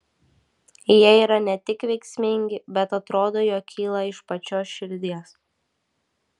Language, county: Lithuanian, Klaipėda